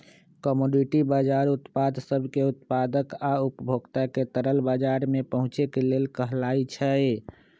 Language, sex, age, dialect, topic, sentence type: Magahi, male, 25-30, Western, banking, statement